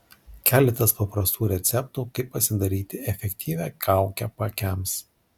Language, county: Lithuanian, Alytus